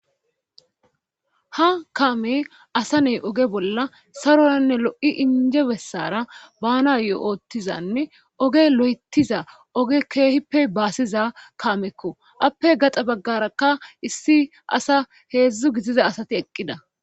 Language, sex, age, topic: Gamo, female, 25-35, government